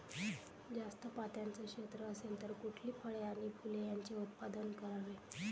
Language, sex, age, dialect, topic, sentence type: Marathi, female, 25-30, Northern Konkan, agriculture, question